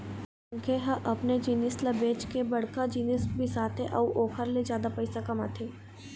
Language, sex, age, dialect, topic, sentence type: Chhattisgarhi, female, 18-24, Eastern, banking, statement